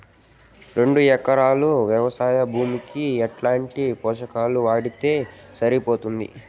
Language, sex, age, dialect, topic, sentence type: Telugu, male, 18-24, Southern, agriculture, question